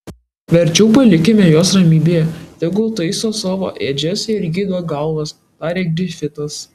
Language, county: Lithuanian, Kaunas